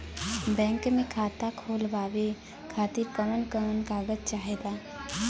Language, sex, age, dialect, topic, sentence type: Bhojpuri, female, 18-24, Western, banking, question